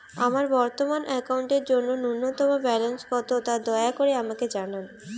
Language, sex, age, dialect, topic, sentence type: Bengali, female, <18, Western, banking, statement